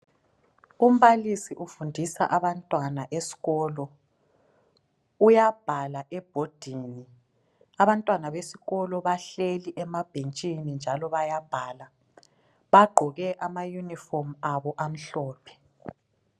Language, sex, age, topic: North Ndebele, female, 25-35, education